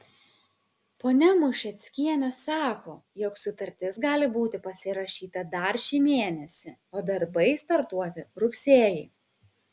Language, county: Lithuanian, Kaunas